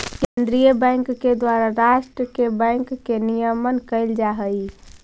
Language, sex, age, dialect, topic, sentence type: Magahi, female, 56-60, Central/Standard, banking, statement